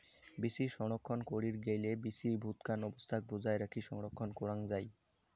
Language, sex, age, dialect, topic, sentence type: Bengali, male, 18-24, Rajbangshi, agriculture, statement